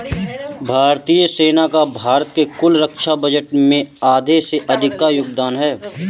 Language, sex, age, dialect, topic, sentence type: Hindi, male, 25-30, Awadhi Bundeli, banking, statement